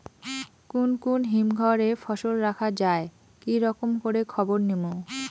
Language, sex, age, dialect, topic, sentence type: Bengali, female, 25-30, Rajbangshi, agriculture, question